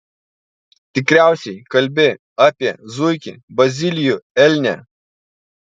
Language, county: Lithuanian, Panevėžys